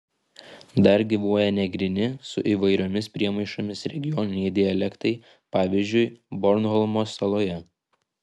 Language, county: Lithuanian, Vilnius